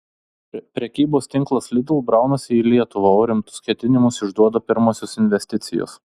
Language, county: Lithuanian, Telšiai